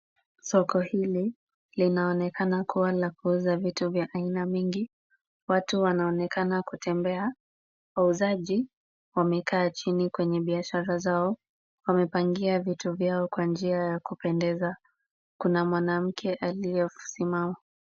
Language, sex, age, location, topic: Swahili, female, 18-24, Kisumu, finance